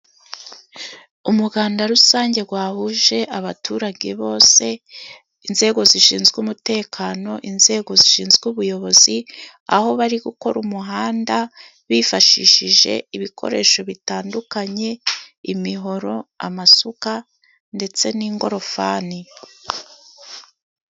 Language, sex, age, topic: Kinyarwanda, female, 36-49, government